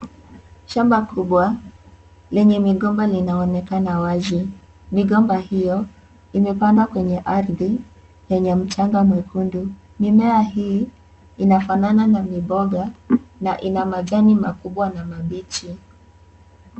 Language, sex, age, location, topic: Swahili, female, 18-24, Kisii, agriculture